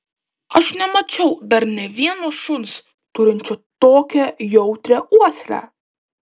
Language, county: Lithuanian, Klaipėda